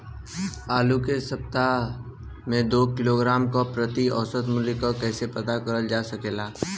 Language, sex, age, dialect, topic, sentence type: Bhojpuri, male, 18-24, Western, agriculture, question